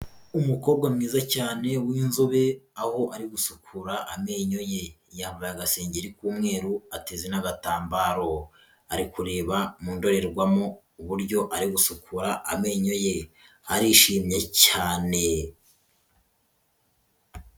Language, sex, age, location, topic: Kinyarwanda, male, 18-24, Huye, health